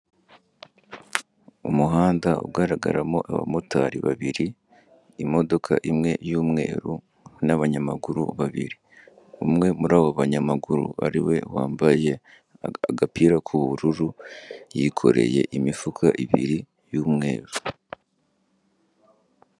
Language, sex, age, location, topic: Kinyarwanda, male, 18-24, Kigali, government